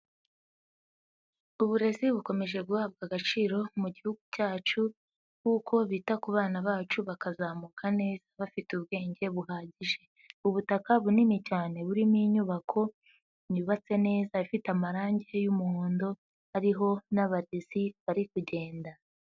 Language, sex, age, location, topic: Kinyarwanda, female, 50+, Nyagatare, education